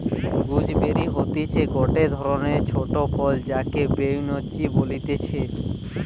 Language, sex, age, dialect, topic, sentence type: Bengali, male, 18-24, Western, agriculture, statement